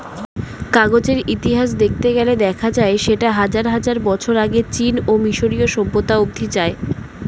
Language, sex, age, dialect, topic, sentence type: Bengali, female, 18-24, Standard Colloquial, agriculture, statement